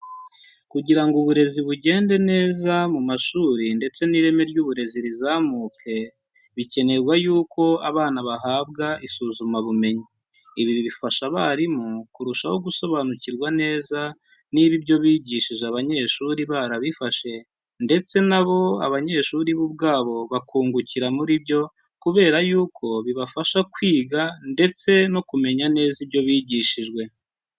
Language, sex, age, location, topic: Kinyarwanda, male, 25-35, Huye, education